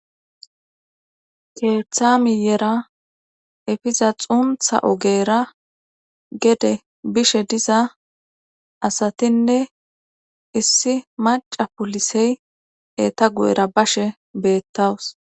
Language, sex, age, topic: Gamo, female, 25-35, government